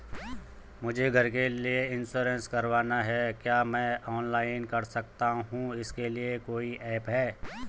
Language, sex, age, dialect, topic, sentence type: Hindi, male, 25-30, Garhwali, banking, question